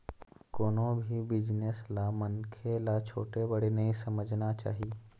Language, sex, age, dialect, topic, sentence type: Chhattisgarhi, male, 25-30, Eastern, banking, statement